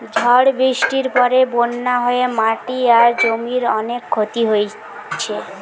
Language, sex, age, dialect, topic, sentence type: Bengali, female, 18-24, Western, agriculture, statement